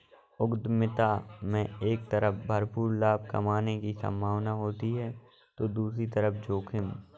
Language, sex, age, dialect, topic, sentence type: Hindi, male, 18-24, Awadhi Bundeli, banking, statement